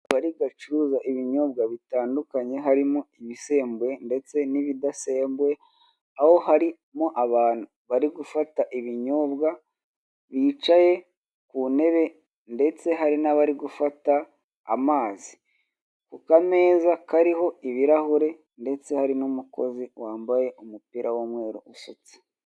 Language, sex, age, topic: Kinyarwanda, male, 25-35, finance